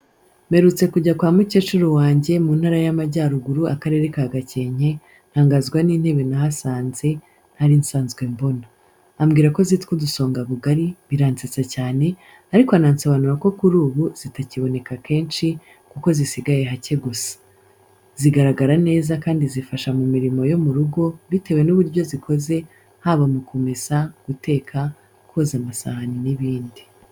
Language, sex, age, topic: Kinyarwanda, female, 25-35, education